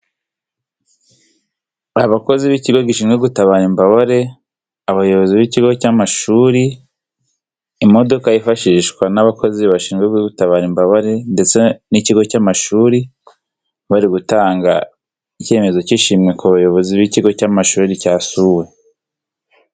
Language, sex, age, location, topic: Kinyarwanda, male, 18-24, Nyagatare, health